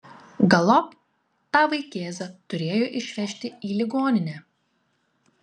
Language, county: Lithuanian, Klaipėda